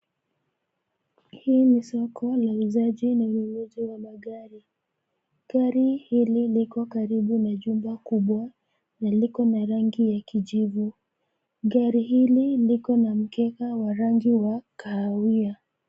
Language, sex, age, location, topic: Swahili, female, 25-35, Nairobi, finance